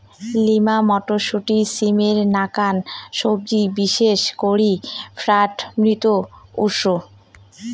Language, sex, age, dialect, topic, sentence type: Bengali, female, 18-24, Rajbangshi, agriculture, statement